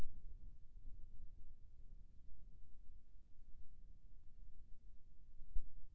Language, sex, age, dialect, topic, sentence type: Chhattisgarhi, male, 56-60, Eastern, agriculture, question